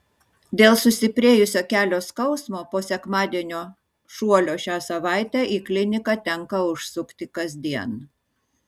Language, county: Lithuanian, Šiauliai